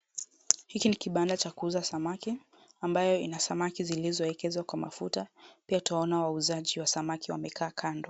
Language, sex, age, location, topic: Swahili, female, 50+, Kisumu, finance